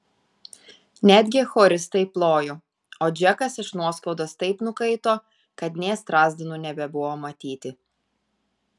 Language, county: Lithuanian, Telšiai